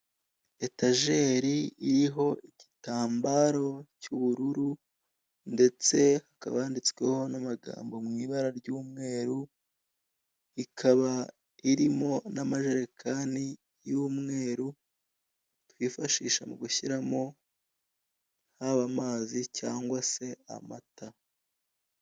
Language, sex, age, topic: Kinyarwanda, male, 25-35, finance